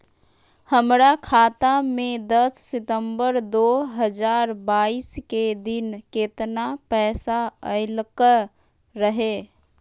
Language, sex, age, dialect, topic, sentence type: Magahi, female, 31-35, Western, banking, question